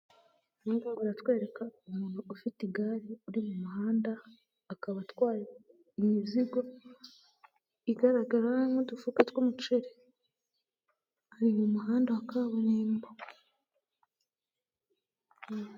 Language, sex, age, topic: Kinyarwanda, female, 18-24, government